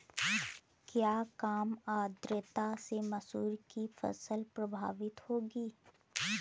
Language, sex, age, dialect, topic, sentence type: Hindi, female, 18-24, Awadhi Bundeli, agriculture, question